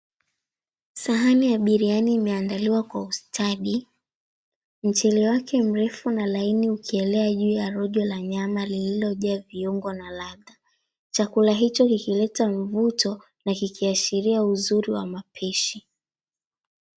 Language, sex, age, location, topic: Swahili, female, 18-24, Mombasa, agriculture